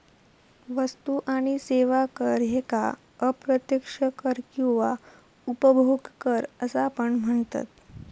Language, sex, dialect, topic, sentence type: Marathi, female, Southern Konkan, banking, statement